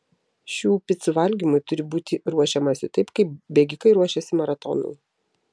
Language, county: Lithuanian, Telšiai